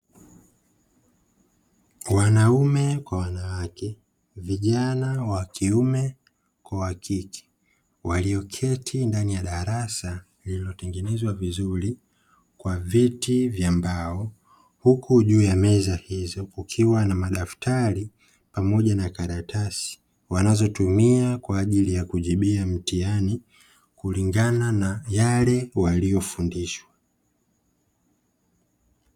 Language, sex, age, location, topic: Swahili, female, 18-24, Dar es Salaam, education